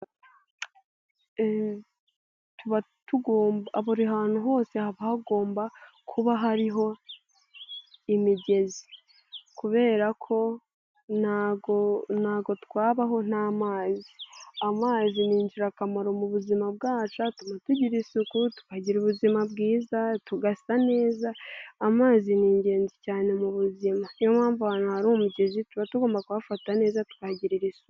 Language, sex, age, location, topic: Kinyarwanda, female, 18-24, Nyagatare, health